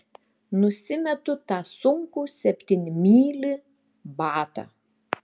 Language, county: Lithuanian, Klaipėda